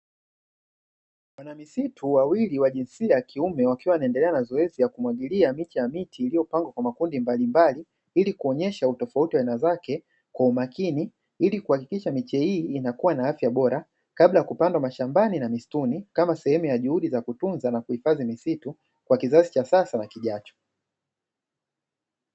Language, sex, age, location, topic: Swahili, male, 36-49, Dar es Salaam, agriculture